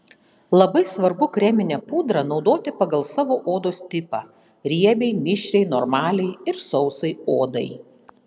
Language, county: Lithuanian, Panevėžys